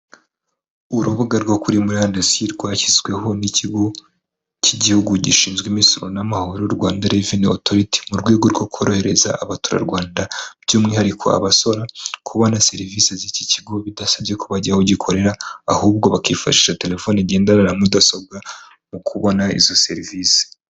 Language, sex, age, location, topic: Kinyarwanda, male, 25-35, Kigali, government